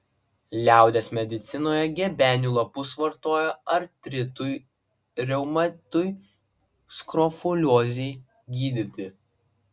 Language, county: Lithuanian, Klaipėda